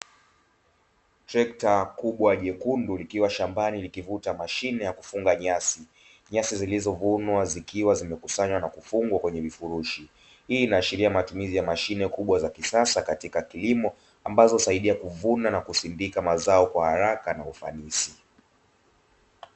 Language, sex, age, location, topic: Swahili, male, 25-35, Dar es Salaam, agriculture